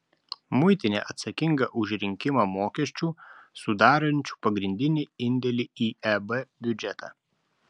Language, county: Lithuanian, Klaipėda